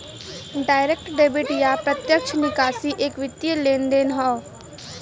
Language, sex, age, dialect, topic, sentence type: Bhojpuri, female, 18-24, Western, banking, statement